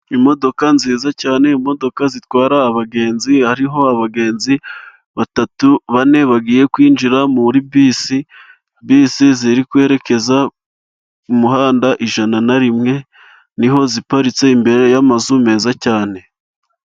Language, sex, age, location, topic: Kinyarwanda, male, 25-35, Musanze, government